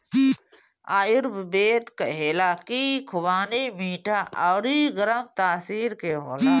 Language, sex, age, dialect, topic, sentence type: Bhojpuri, female, 31-35, Northern, agriculture, statement